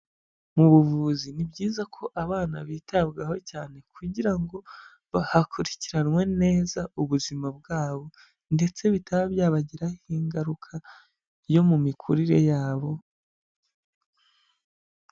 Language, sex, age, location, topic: Kinyarwanda, female, 36-49, Huye, health